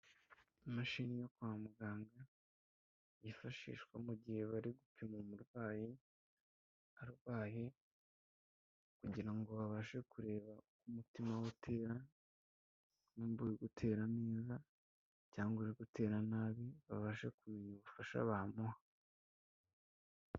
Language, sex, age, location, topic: Kinyarwanda, male, 25-35, Kigali, health